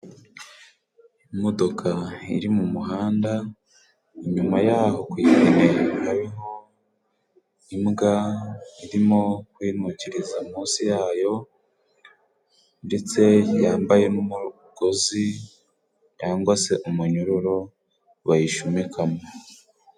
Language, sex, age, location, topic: Kinyarwanda, male, 18-24, Burera, government